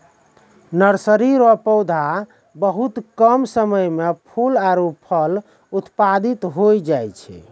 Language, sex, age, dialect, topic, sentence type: Maithili, male, 41-45, Angika, agriculture, statement